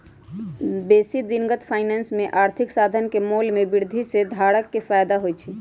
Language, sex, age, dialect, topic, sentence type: Magahi, female, 25-30, Western, banking, statement